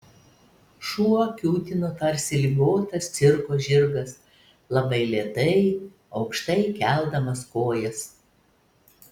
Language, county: Lithuanian, Telšiai